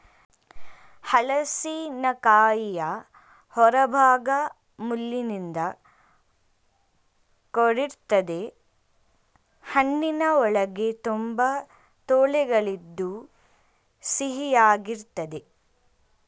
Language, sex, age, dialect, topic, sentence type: Kannada, female, 18-24, Mysore Kannada, agriculture, statement